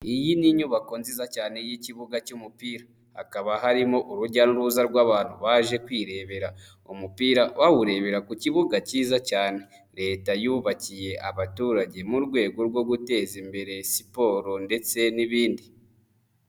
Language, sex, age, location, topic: Kinyarwanda, male, 25-35, Nyagatare, government